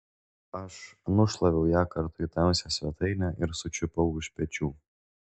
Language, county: Lithuanian, Šiauliai